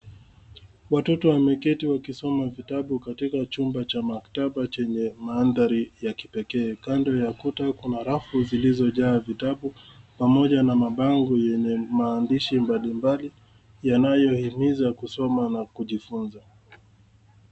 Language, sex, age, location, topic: Swahili, male, 36-49, Nairobi, education